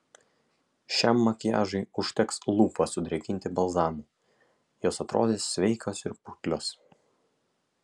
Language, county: Lithuanian, Kaunas